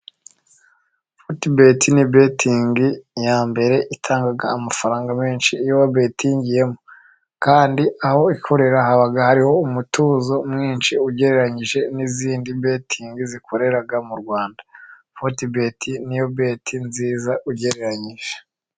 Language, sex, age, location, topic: Kinyarwanda, male, 25-35, Musanze, finance